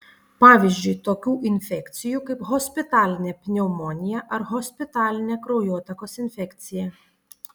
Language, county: Lithuanian, Panevėžys